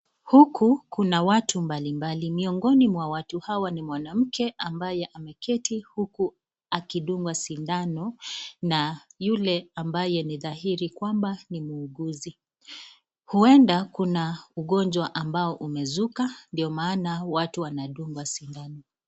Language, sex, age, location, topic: Swahili, female, 25-35, Nakuru, health